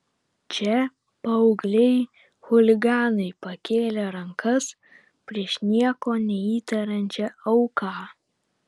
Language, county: Lithuanian, Vilnius